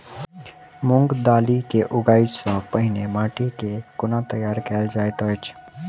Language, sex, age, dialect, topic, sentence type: Maithili, male, 18-24, Southern/Standard, agriculture, question